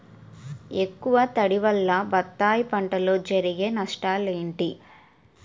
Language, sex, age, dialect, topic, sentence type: Telugu, female, 18-24, Utterandhra, agriculture, question